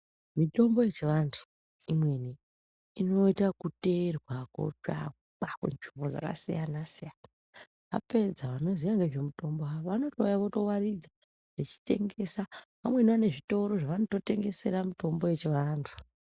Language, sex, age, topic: Ndau, female, 36-49, health